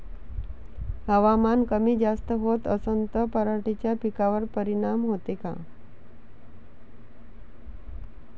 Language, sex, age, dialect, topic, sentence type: Marathi, female, 41-45, Varhadi, agriculture, question